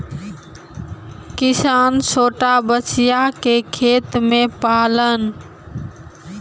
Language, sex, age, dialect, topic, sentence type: Bhojpuri, female, 18-24, Western, agriculture, statement